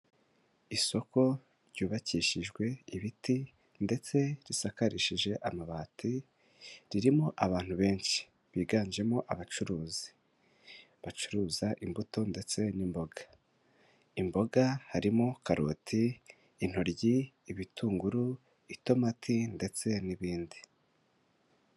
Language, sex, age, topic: Kinyarwanda, male, 18-24, finance